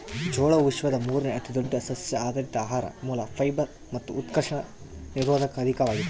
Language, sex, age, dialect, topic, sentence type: Kannada, male, 31-35, Central, agriculture, statement